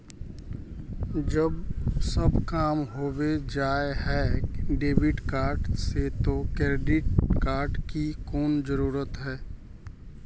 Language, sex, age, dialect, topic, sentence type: Magahi, male, 31-35, Northeastern/Surjapuri, banking, question